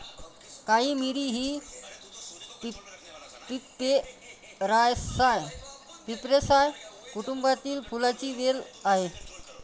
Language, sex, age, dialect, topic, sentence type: Marathi, male, 25-30, Varhadi, agriculture, statement